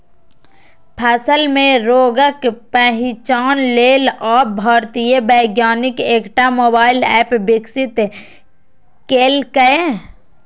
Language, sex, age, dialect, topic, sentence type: Maithili, female, 18-24, Eastern / Thethi, agriculture, statement